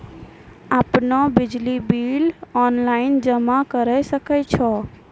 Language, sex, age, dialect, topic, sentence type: Maithili, female, 18-24, Angika, banking, question